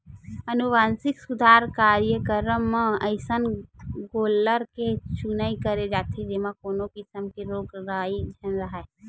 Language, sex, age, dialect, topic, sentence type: Chhattisgarhi, female, 18-24, Western/Budati/Khatahi, agriculture, statement